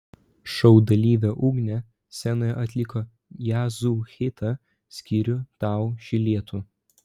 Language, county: Lithuanian, Vilnius